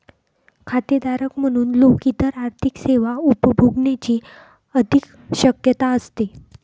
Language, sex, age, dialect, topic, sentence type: Marathi, female, 60-100, Northern Konkan, banking, statement